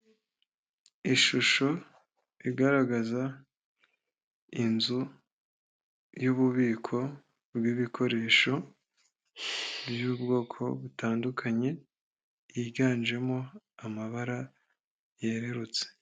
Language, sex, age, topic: Kinyarwanda, male, 18-24, health